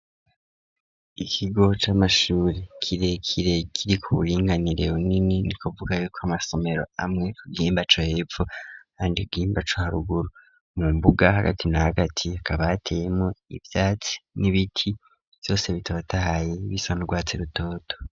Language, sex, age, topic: Rundi, male, 25-35, education